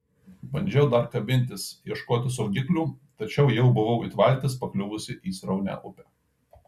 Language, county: Lithuanian, Kaunas